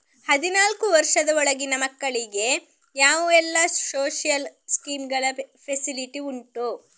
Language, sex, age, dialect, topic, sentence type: Kannada, female, 36-40, Coastal/Dakshin, banking, question